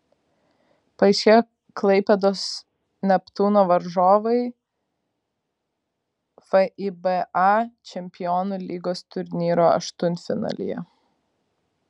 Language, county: Lithuanian, Vilnius